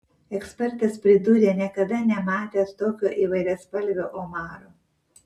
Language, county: Lithuanian, Vilnius